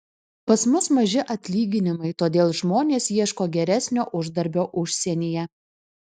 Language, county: Lithuanian, Alytus